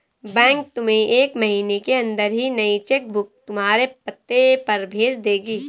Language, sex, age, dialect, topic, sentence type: Hindi, female, 18-24, Awadhi Bundeli, banking, statement